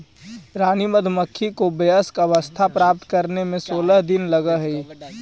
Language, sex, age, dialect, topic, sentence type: Magahi, male, 18-24, Central/Standard, agriculture, statement